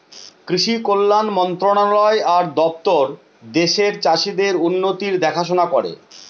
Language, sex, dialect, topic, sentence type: Bengali, male, Northern/Varendri, agriculture, statement